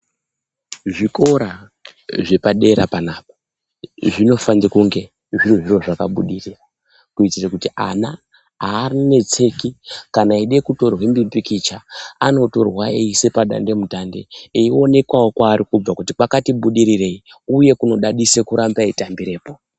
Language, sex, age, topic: Ndau, male, 25-35, education